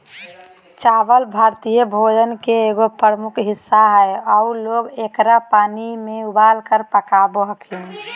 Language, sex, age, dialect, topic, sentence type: Magahi, male, 18-24, Southern, agriculture, statement